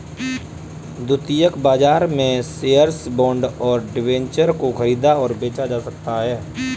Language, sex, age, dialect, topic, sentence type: Hindi, male, 25-30, Kanauji Braj Bhasha, banking, statement